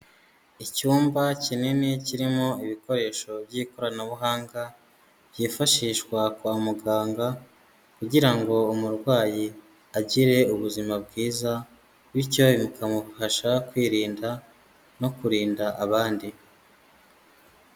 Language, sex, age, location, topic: Kinyarwanda, female, 25-35, Kigali, health